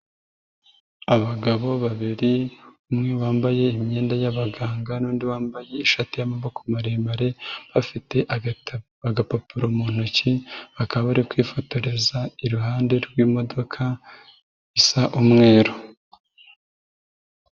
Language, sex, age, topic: Kinyarwanda, female, 36-49, health